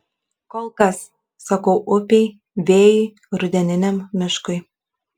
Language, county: Lithuanian, Šiauliai